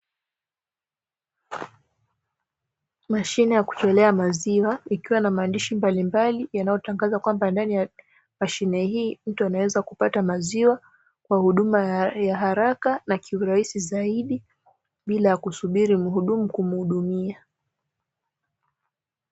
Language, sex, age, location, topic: Swahili, female, 18-24, Dar es Salaam, finance